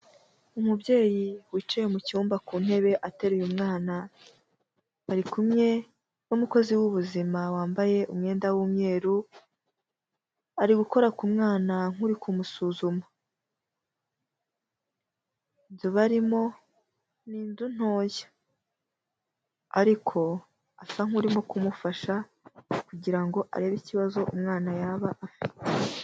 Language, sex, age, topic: Kinyarwanda, female, 18-24, health